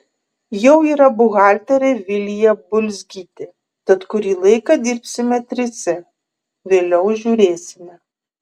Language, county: Lithuanian, Kaunas